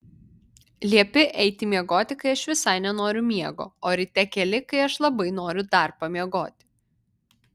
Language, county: Lithuanian, Vilnius